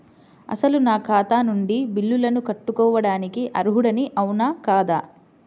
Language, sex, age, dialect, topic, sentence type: Telugu, female, 25-30, Central/Coastal, banking, question